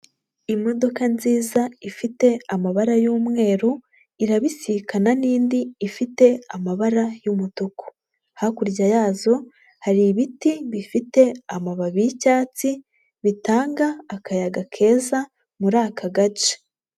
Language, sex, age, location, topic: Kinyarwanda, female, 18-24, Huye, finance